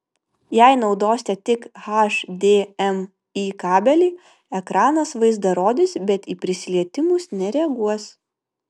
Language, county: Lithuanian, Vilnius